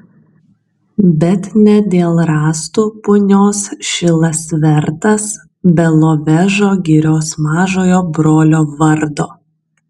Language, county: Lithuanian, Kaunas